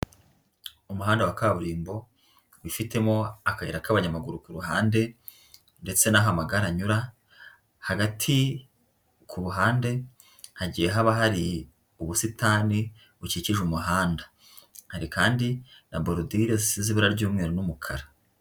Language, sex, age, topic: Kinyarwanda, female, 25-35, education